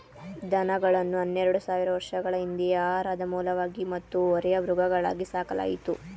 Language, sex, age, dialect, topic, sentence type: Kannada, male, 36-40, Mysore Kannada, agriculture, statement